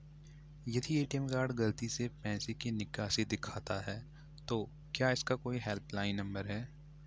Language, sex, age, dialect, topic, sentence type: Hindi, male, 18-24, Garhwali, banking, question